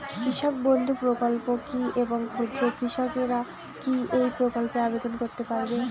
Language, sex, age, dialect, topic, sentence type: Bengali, female, 18-24, Rajbangshi, agriculture, question